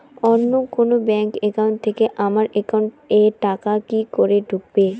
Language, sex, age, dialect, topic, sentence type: Bengali, female, 18-24, Rajbangshi, banking, question